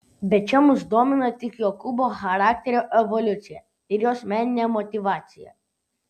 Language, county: Lithuanian, Vilnius